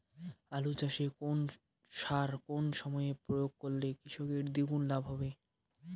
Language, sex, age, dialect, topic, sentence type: Bengali, male, <18, Rajbangshi, agriculture, question